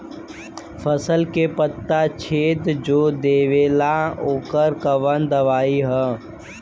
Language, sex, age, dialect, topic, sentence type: Bhojpuri, female, 18-24, Western, agriculture, question